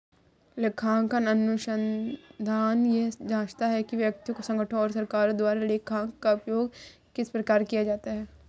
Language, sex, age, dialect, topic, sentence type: Hindi, female, 36-40, Kanauji Braj Bhasha, banking, statement